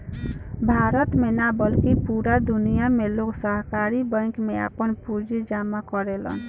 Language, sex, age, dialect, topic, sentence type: Bhojpuri, female, 18-24, Southern / Standard, banking, statement